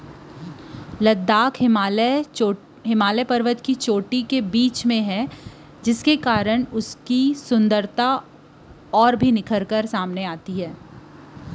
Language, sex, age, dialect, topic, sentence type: Chhattisgarhi, female, 25-30, Western/Budati/Khatahi, agriculture, statement